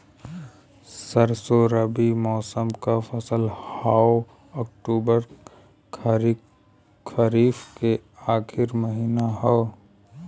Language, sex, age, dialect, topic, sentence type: Bhojpuri, male, 18-24, Western, agriculture, question